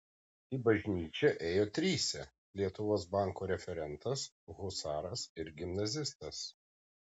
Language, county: Lithuanian, Kaunas